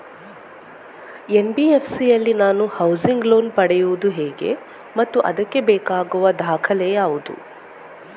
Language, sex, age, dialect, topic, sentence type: Kannada, female, 41-45, Coastal/Dakshin, banking, question